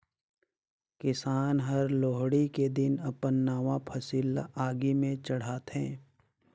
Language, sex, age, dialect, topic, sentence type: Chhattisgarhi, male, 56-60, Northern/Bhandar, agriculture, statement